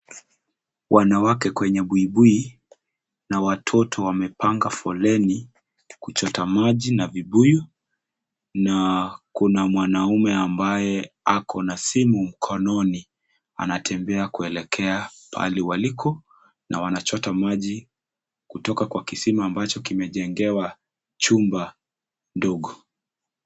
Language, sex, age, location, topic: Swahili, male, 25-35, Kisii, health